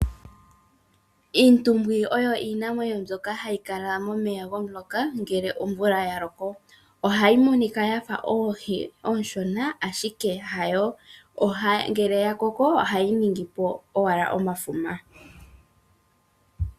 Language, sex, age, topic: Oshiwambo, female, 18-24, agriculture